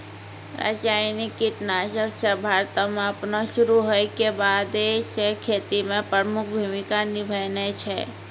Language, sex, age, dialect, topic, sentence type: Maithili, female, 36-40, Angika, agriculture, statement